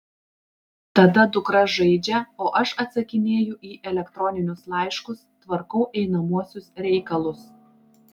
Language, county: Lithuanian, Klaipėda